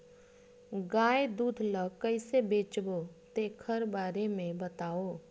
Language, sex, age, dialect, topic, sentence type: Chhattisgarhi, female, 36-40, Western/Budati/Khatahi, agriculture, question